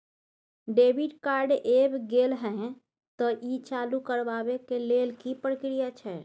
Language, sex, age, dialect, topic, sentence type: Maithili, female, 25-30, Bajjika, banking, question